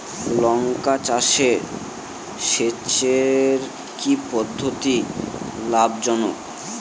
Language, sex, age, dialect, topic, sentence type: Bengali, male, 18-24, Northern/Varendri, agriculture, question